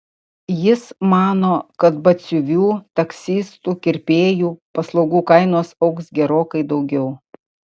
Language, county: Lithuanian, Utena